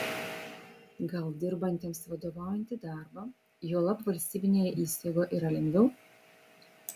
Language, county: Lithuanian, Vilnius